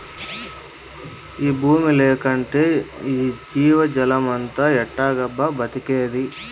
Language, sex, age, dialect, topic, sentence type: Telugu, male, 25-30, Southern, agriculture, statement